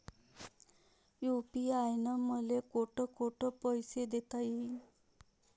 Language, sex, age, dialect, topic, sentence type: Marathi, female, 31-35, Varhadi, banking, question